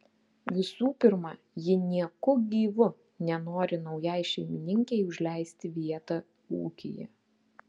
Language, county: Lithuanian, Klaipėda